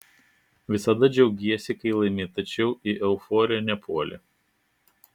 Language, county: Lithuanian, Klaipėda